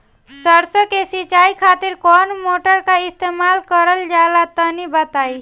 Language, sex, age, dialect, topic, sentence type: Bhojpuri, female, 18-24, Northern, agriculture, question